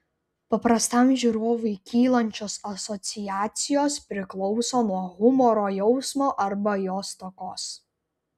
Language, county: Lithuanian, Klaipėda